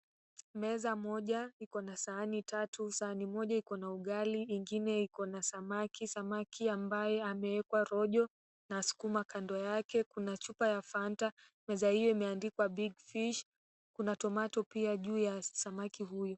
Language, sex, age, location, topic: Swahili, female, 18-24, Mombasa, agriculture